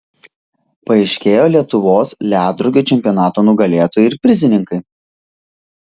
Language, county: Lithuanian, Vilnius